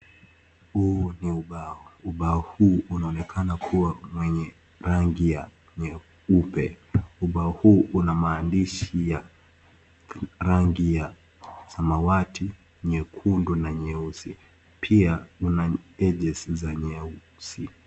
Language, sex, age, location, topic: Swahili, male, 18-24, Kisii, education